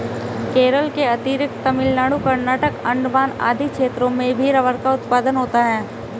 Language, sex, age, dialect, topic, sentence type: Hindi, female, 25-30, Hindustani Malvi Khadi Boli, agriculture, statement